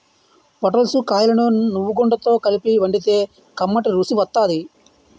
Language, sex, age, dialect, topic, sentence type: Telugu, male, 31-35, Utterandhra, agriculture, statement